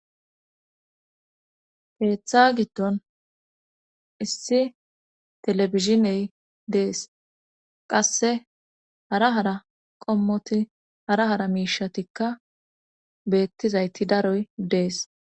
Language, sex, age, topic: Gamo, female, 25-35, government